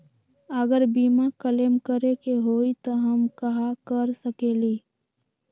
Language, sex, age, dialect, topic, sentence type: Magahi, female, 18-24, Western, banking, question